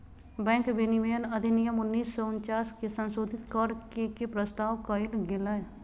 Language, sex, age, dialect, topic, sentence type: Magahi, female, 36-40, Southern, banking, statement